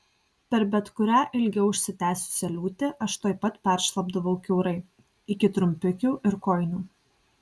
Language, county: Lithuanian, Kaunas